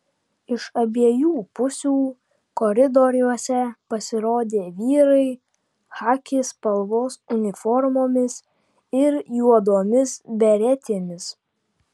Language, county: Lithuanian, Vilnius